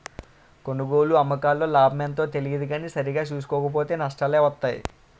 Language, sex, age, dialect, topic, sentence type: Telugu, male, 18-24, Utterandhra, banking, statement